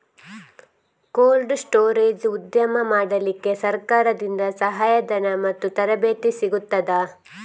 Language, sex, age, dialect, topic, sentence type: Kannada, female, 25-30, Coastal/Dakshin, agriculture, question